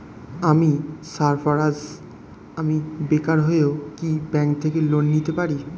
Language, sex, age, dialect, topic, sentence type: Bengali, male, 18-24, Standard Colloquial, banking, question